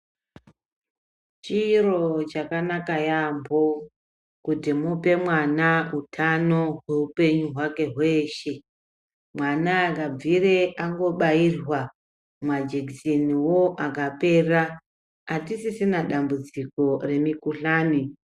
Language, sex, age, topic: Ndau, male, 25-35, health